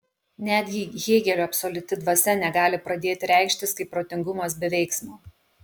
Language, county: Lithuanian, Kaunas